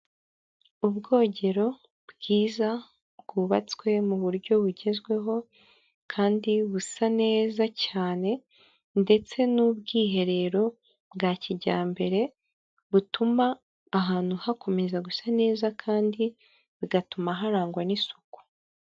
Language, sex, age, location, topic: Kinyarwanda, male, 50+, Kigali, finance